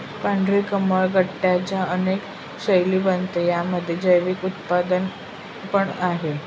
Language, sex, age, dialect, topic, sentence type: Marathi, female, 25-30, Northern Konkan, agriculture, statement